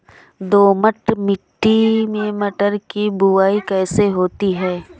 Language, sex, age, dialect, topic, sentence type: Hindi, female, 25-30, Awadhi Bundeli, agriculture, question